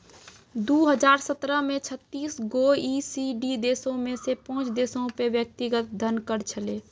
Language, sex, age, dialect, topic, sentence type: Maithili, female, 18-24, Angika, banking, statement